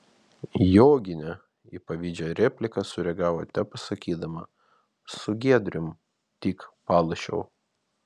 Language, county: Lithuanian, Vilnius